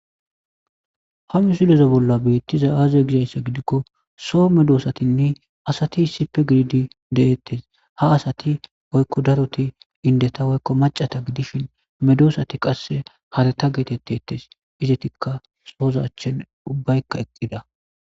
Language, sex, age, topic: Gamo, male, 25-35, agriculture